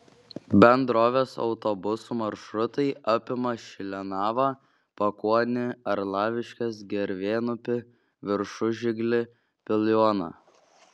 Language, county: Lithuanian, Šiauliai